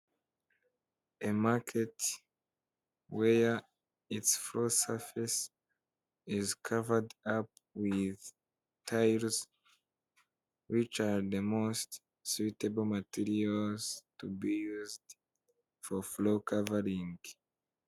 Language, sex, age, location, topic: Kinyarwanda, male, 18-24, Kigali, finance